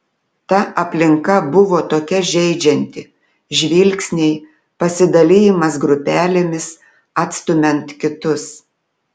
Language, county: Lithuanian, Telšiai